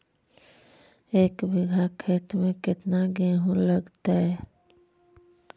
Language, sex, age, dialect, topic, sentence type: Magahi, female, 60-100, Central/Standard, agriculture, question